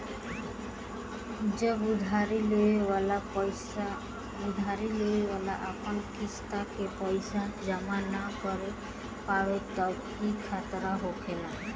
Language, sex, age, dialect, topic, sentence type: Bhojpuri, female, <18, Southern / Standard, banking, statement